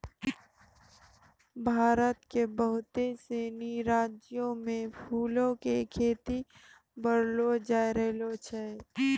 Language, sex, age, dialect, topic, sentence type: Maithili, female, 18-24, Angika, agriculture, statement